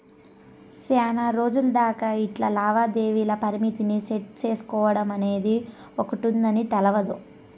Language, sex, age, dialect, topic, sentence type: Telugu, male, 31-35, Southern, banking, statement